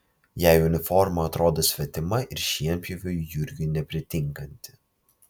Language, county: Lithuanian, Vilnius